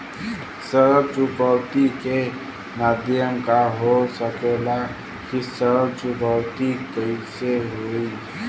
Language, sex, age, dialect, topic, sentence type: Bhojpuri, male, 18-24, Western, banking, question